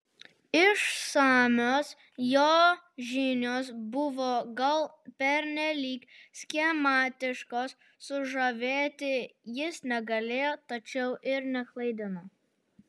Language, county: Lithuanian, Utena